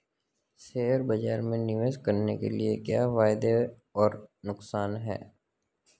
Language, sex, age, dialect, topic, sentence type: Hindi, male, 18-24, Marwari Dhudhari, banking, question